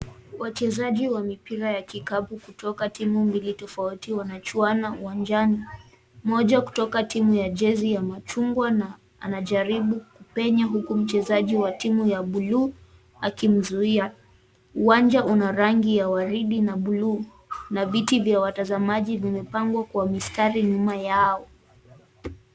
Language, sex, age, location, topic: Swahili, female, 18-24, Nairobi, education